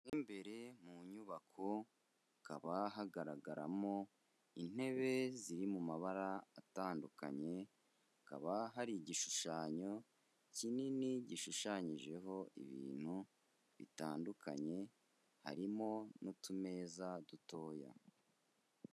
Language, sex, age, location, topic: Kinyarwanda, male, 25-35, Kigali, health